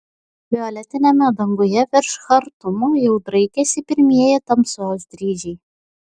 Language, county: Lithuanian, Šiauliai